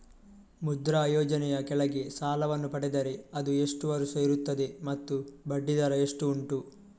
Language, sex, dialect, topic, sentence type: Kannada, male, Coastal/Dakshin, banking, question